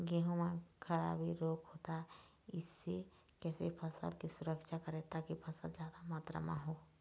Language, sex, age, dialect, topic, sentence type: Chhattisgarhi, female, 46-50, Eastern, agriculture, question